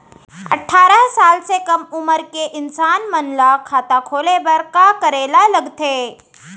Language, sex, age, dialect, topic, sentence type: Chhattisgarhi, female, 41-45, Central, banking, question